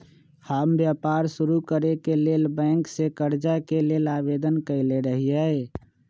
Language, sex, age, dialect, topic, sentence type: Magahi, male, 25-30, Western, banking, statement